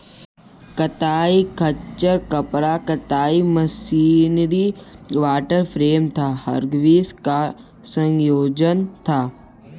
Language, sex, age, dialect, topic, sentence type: Hindi, male, 25-30, Kanauji Braj Bhasha, agriculture, statement